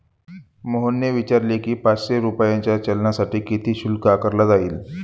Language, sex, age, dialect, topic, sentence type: Marathi, male, 25-30, Standard Marathi, banking, statement